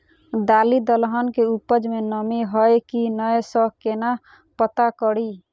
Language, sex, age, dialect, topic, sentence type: Maithili, female, 18-24, Southern/Standard, agriculture, question